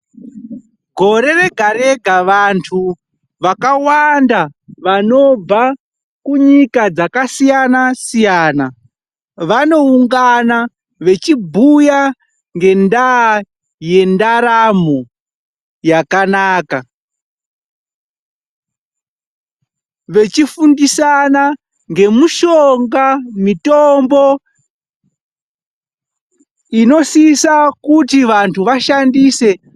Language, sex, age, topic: Ndau, male, 25-35, health